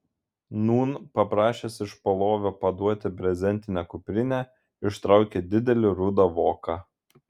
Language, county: Lithuanian, Šiauliai